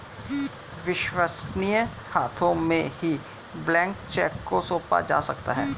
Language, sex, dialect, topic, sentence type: Hindi, male, Hindustani Malvi Khadi Boli, banking, statement